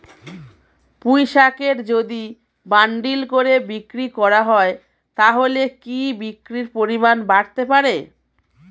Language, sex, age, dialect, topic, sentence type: Bengali, female, 36-40, Standard Colloquial, agriculture, question